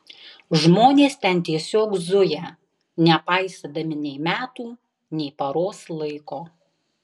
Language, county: Lithuanian, Tauragė